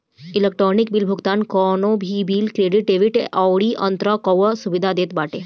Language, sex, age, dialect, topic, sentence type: Bhojpuri, female, 18-24, Northern, banking, statement